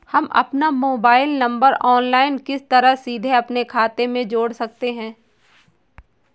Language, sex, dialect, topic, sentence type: Hindi, female, Kanauji Braj Bhasha, banking, question